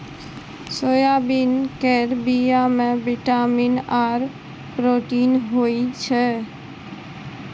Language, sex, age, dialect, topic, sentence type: Maithili, female, 25-30, Bajjika, agriculture, statement